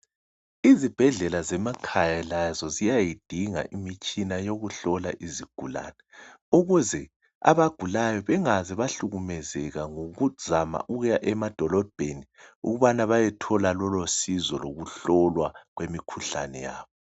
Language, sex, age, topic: North Ndebele, male, 36-49, health